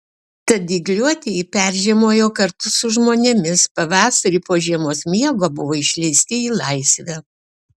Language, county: Lithuanian, Alytus